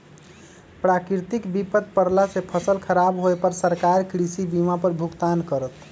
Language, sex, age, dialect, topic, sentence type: Magahi, male, 25-30, Western, agriculture, statement